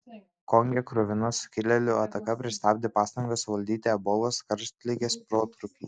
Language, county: Lithuanian, Kaunas